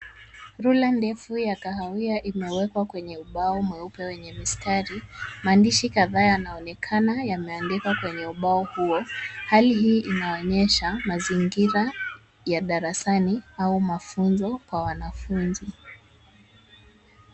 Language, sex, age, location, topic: Swahili, male, 25-35, Kisumu, education